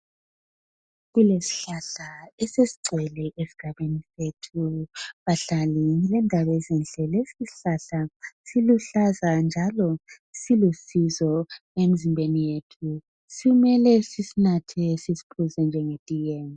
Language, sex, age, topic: North Ndebele, female, 25-35, health